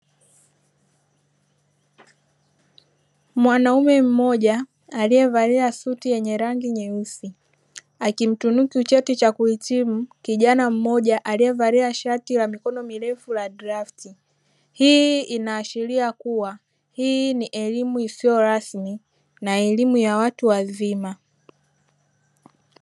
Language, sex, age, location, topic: Swahili, female, 25-35, Dar es Salaam, education